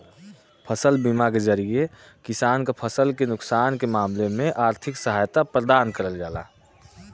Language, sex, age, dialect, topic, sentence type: Bhojpuri, male, 18-24, Western, banking, statement